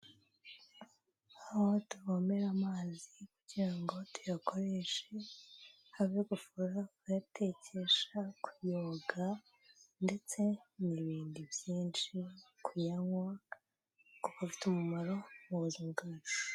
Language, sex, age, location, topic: Kinyarwanda, female, 18-24, Kigali, health